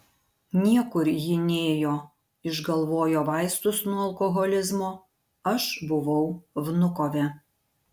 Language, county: Lithuanian, Panevėžys